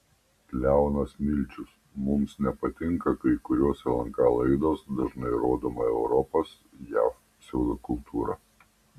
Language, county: Lithuanian, Panevėžys